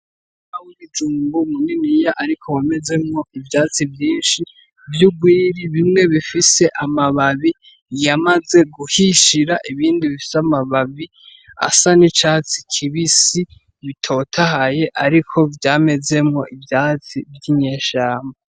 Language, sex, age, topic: Rundi, male, 18-24, agriculture